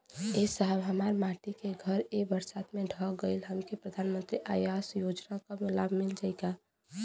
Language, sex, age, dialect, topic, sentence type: Bhojpuri, female, 18-24, Western, banking, question